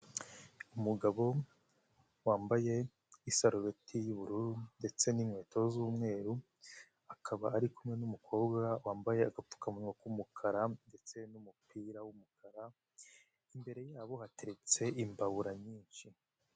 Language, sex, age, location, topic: Kinyarwanda, male, 18-24, Nyagatare, finance